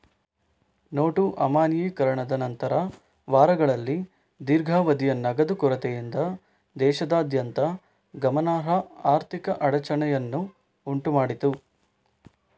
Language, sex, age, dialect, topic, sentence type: Kannada, male, 18-24, Coastal/Dakshin, banking, statement